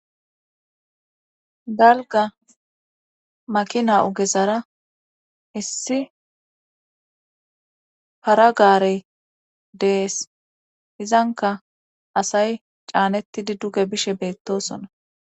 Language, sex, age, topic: Gamo, female, 25-35, government